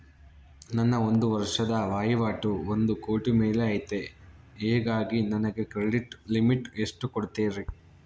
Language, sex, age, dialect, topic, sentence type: Kannada, male, 41-45, Central, banking, question